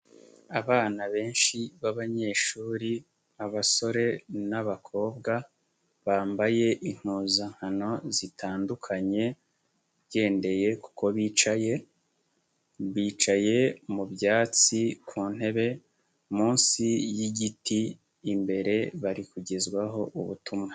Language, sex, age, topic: Kinyarwanda, male, 18-24, education